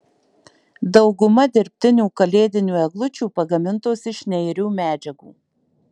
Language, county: Lithuanian, Marijampolė